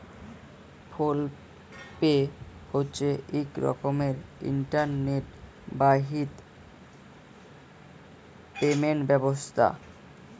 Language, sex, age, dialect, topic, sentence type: Bengali, male, <18, Jharkhandi, banking, statement